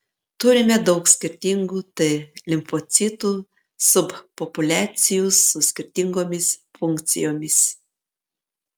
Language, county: Lithuanian, Panevėžys